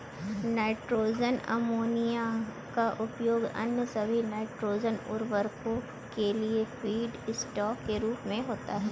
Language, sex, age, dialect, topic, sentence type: Hindi, female, 36-40, Kanauji Braj Bhasha, agriculture, statement